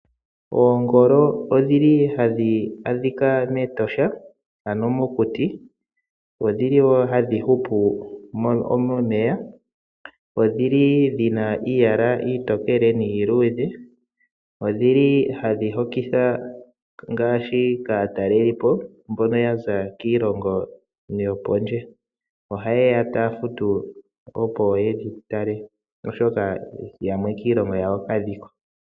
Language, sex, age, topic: Oshiwambo, male, 25-35, agriculture